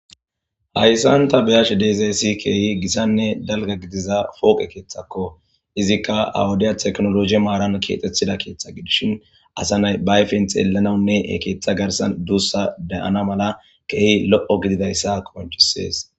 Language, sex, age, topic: Gamo, male, 25-35, government